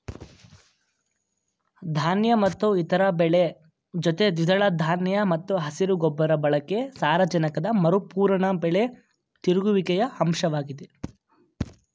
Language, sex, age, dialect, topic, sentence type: Kannada, male, 18-24, Mysore Kannada, agriculture, statement